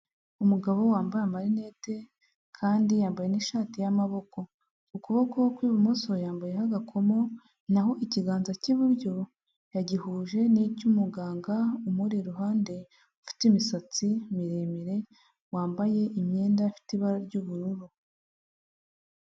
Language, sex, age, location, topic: Kinyarwanda, male, 50+, Huye, health